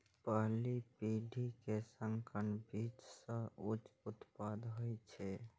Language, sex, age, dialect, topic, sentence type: Maithili, male, 56-60, Eastern / Thethi, agriculture, statement